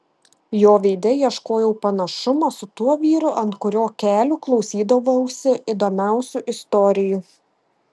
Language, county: Lithuanian, Šiauliai